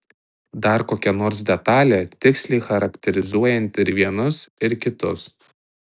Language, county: Lithuanian, Tauragė